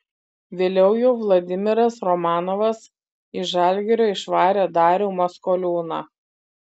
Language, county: Lithuanian, Vilnius